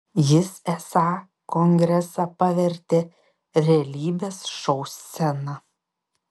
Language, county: Lithuanian, Panevėžys